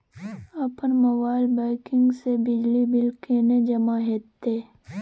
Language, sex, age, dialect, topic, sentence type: Maithili, female, 25-30, Bajjika, banking, question